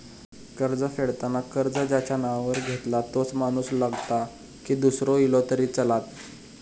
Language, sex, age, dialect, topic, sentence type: Marathi, male, 18-24, Southern Konkan, banking, question